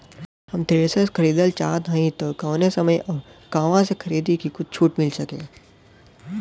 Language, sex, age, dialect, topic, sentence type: Bhojpuri, male, 25-30, Western, agriculture, question